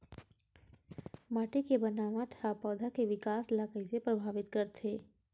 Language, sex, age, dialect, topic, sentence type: Chhattisgarhi, female, 18-24, Western/Budati/Khatahi, agriculture, statement